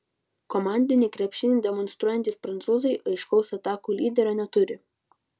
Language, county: Lithuanian, Utena